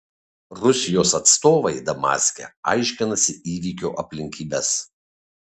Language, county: Lithuanian, Kaunas